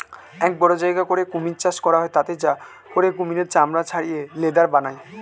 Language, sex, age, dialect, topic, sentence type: Bengali, male, 18-24, Standard Colloquial, agriculture, statement